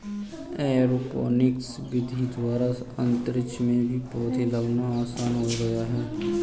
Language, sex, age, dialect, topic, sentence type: Hindi, male, 31-35, Kanauji Braj Bhasha, agriculture, statement